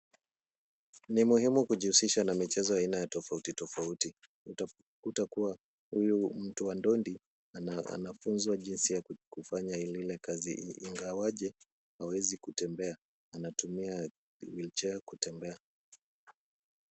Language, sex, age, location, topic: Swahili, male, 36-49, Kisumu, education